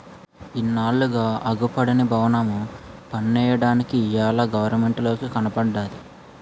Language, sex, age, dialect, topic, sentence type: Telugu, male, 18-24, Utterandhra, banking, statement